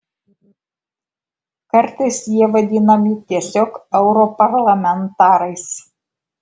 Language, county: Lithuanian, Kaunas